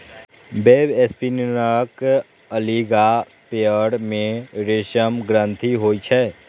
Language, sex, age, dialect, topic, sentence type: Maithili, male, 18-24, Eastern / Thethi, agriculture, statement